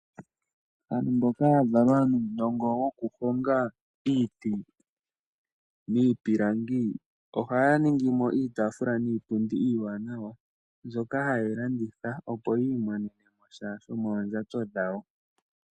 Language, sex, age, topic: Oshiwambo, male, 18-24, finance